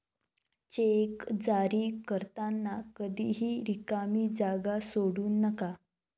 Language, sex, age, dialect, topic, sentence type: Marathi, female, 25-30, Varhadi, banking, statement